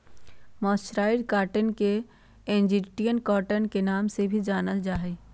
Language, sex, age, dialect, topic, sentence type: Magahi, female, 51-55, Western, agriculture, statement